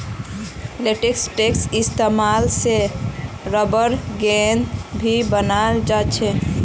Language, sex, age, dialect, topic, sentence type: Magahi, female, 18-24, Northeastern/Surjapuri, agriculture, statement